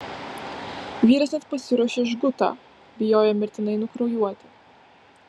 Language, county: Lithuanian, Vilnius